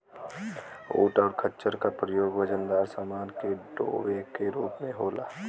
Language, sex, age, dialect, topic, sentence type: Bhojpuri, male, 18-24, Western, agriculture, statement